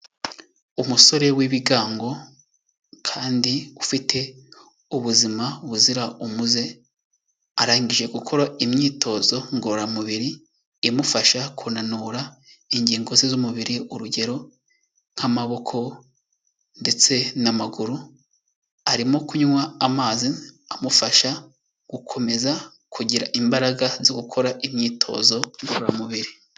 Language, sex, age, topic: Kinyarwanda, male, 18-24, health